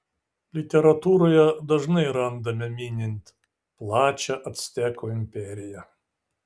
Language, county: Lithuanian, Vilnius